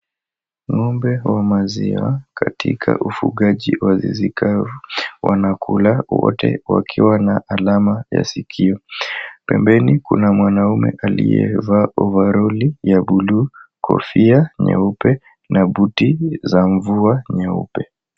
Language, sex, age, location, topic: Swahili, male, 18-24, Mombasa, agriculture